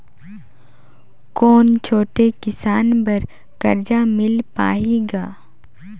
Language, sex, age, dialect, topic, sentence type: Chhattisgarhi, female, 18-24, Northern/Bhandar, agriculture, question